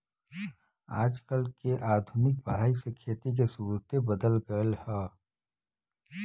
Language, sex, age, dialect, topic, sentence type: Bhojpuri, male, 41-45, Western, agriculture, statement